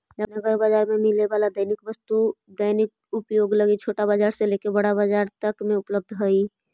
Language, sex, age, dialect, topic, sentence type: Magahi, female, 25-30, Central/Standard, banking, statement